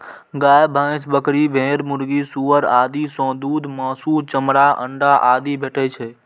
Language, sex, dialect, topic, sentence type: Maithili, male, Eastern / Thethi, agriculture, statement